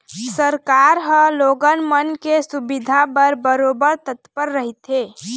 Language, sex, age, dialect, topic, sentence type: Chhattisgarhi, female, 18-24, Eastern, banking, statement